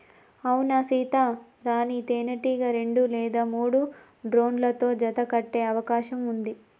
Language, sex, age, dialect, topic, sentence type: Telugu, female, 25-30, Telangana, agriculture, statement